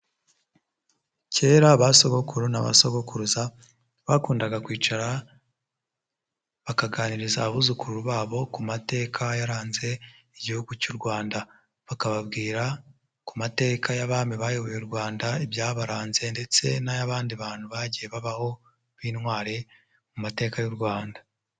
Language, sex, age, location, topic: Kinyarwanda, male, 50+, Nyagatare, education